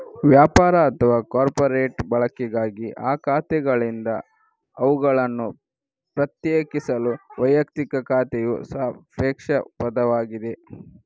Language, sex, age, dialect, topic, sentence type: Kannada, male, 31-35, Coastal/Dakshin, banking, statement